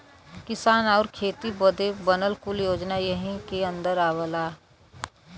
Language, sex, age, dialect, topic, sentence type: Bhojpuri, female, 18-24, Western, agriculture, statement